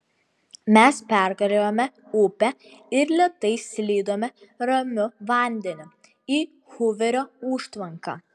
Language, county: Lithuanian, Vilnius